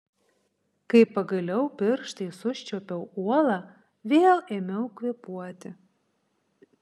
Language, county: Lithuanian, Panevėžys